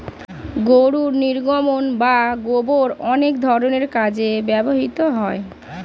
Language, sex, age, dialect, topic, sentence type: Bengali, female, 31-35, Standard Colloquial, agriculture, statement